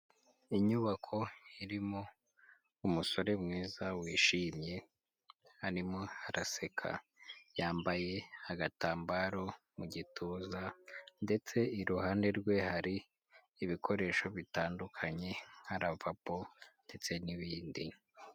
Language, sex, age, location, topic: Kinyarwanda, male, 18-24, Huye, health